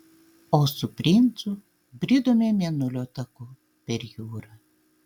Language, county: Lithuanian, Tauragė